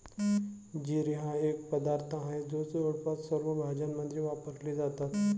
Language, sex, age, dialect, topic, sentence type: Marathi, male, 25-30, Varhadi, agriculture, statement